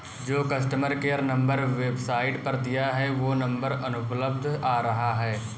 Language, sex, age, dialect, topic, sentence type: Hindi, male, 18-24, Kanauji Braj Bhasha, banking, statement